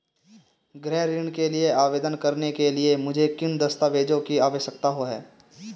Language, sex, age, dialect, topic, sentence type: Hindi, male, 18-24, Marwari Dhudhari, banking, question